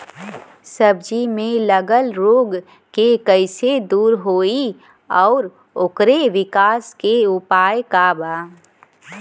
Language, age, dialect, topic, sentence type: Bhojpuri, 25-30, Western, agriculture, question